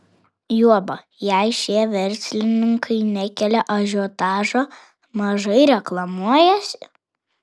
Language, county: Lithuanian, Vilnius